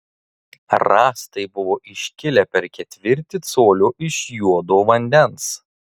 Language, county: Lithuanian, Tauragė